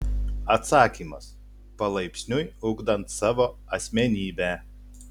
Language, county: Lithuanian, Telšiai